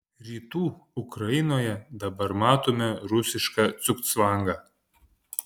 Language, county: Lithuanian, Panevėžys